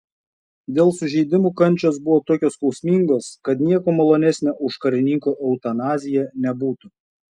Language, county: Lithuanian, Šiauliai